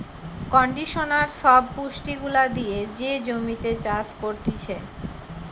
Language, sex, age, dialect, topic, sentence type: Bengali, female, 25-30, Western, agriculture, statement